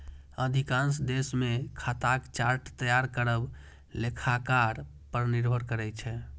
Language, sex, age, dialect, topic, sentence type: Maithili, female, 31-35, Eastern / Thethi, banking, statement